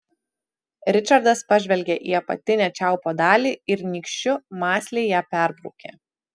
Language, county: Lithuanian, Utena